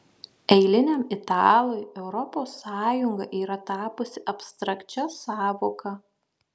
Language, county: Lithuanian, Šiauliai